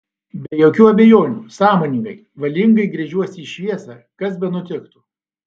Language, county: Lithuanian, Alytus